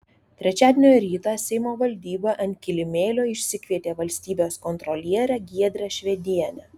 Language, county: Lithuanian, Alytus